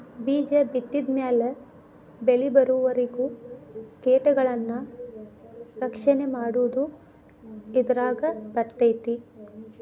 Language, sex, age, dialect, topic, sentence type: Kannada, female, 18-24, Dharwad Kannada, agriculture, statement